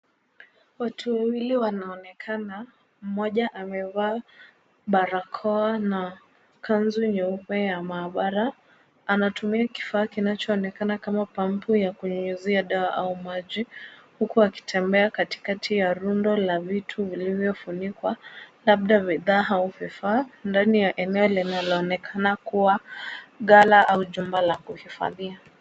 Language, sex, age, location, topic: Swahili, female, 18-24, Kisumu, health